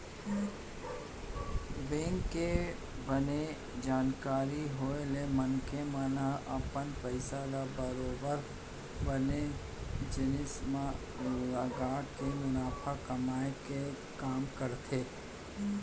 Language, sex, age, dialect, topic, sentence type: Chhattisgarhi, male, 41-45, Central, banking, statement